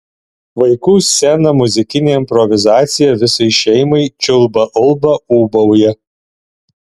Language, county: Lithuanian, Alytus